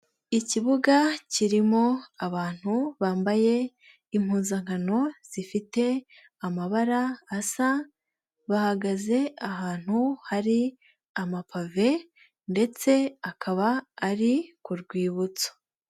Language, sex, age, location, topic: Kinyarwanda, female, 18-24, Nyagatare, finance